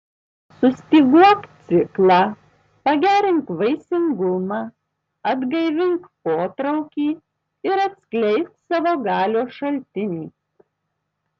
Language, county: Lithuanian, Tauragė